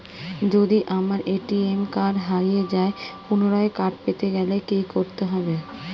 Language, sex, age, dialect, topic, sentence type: Bengali, female, 36-40, Standard Colloquial, banking, question